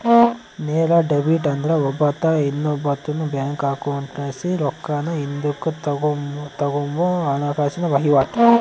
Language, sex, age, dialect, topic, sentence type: Kannada, male, 25-30, Central, banking, statement